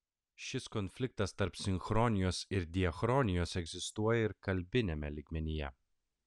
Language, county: Lithuanian, Klaipėda